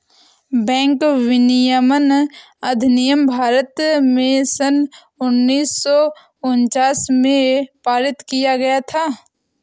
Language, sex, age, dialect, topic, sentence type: Hindi, female, 25-30, Awadhi Bundeli, banking, statement